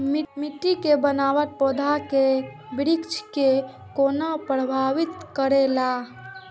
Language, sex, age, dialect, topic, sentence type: Maithili, female, 46-50, Eastern / Thethi, agriculture, statement